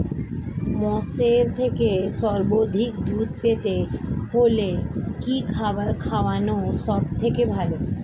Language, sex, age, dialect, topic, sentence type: Bengali, female, 36-40, Standard Colloquial, agriculture, question